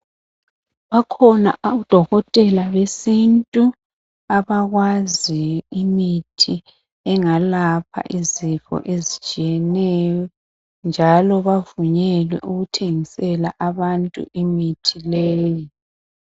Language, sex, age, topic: North Ndebele, female, 50+, health